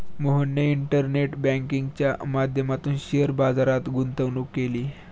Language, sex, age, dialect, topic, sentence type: Marathi, male, 18-24, Standard Marathi, banking, statement